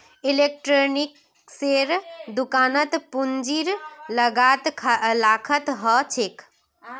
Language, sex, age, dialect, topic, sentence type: Magahi, female, 18-24, Northeastern/Surjapuri, banking, statement